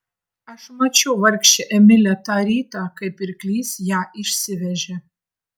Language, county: Lithuanian, Vilnius